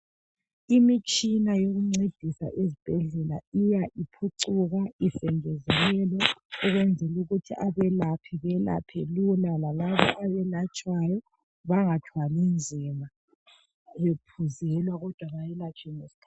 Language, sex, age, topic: North Ndebele, male, 25-35, health